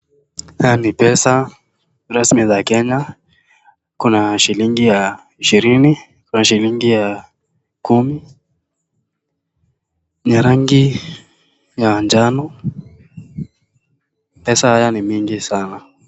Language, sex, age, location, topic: Swahili, male, 18-24, Nakuru, finance